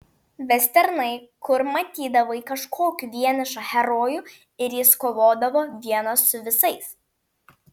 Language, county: Lithuanian, Vilnius